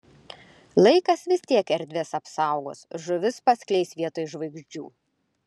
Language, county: Lithuanian, Klaipėda